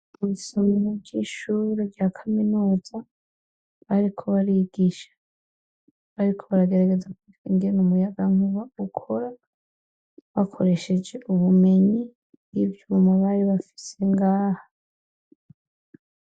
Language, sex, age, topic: Rundi, female, 36-49, education